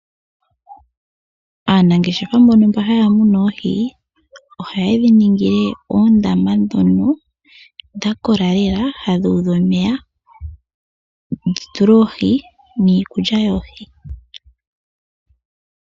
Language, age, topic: Oshiwambo, 18-24, agriculture